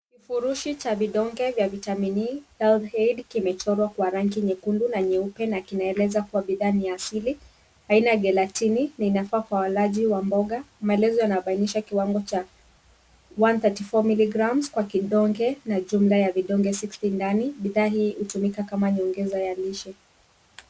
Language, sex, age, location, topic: Swahili, female, 36-49, Nairobi, health